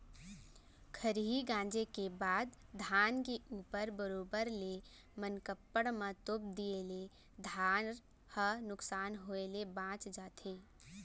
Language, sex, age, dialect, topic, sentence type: Chhattisgarhi, female, 18-24, Central, agriculture, statement